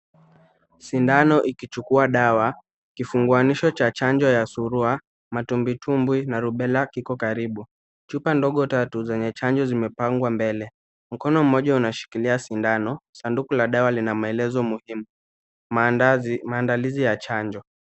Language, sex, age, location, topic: Swahili, male, 36-49, Kisumu, health